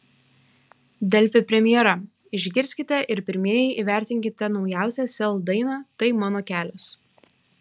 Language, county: Lithuanian, Kaunas